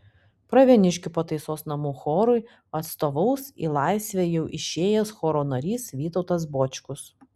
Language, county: Lithuanian, Panevėžys